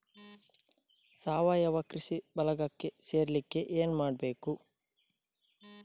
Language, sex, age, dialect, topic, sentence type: Kannada, male, 31-35, Coastal/Dakshin, agriculture, question